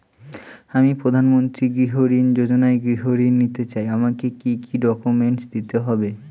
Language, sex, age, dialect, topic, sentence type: Bengali, male, 18-24, Northern/Varendri, banking, question